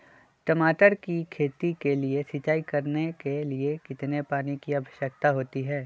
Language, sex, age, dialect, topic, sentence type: Magahi, male, 25-30, Western, agriculture, question